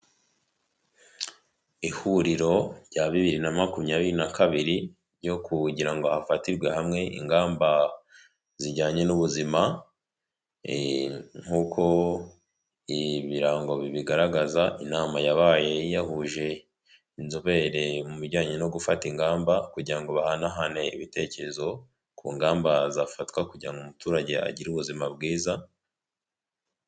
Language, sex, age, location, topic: Kinyarwanda, male, 18-24, Huye, health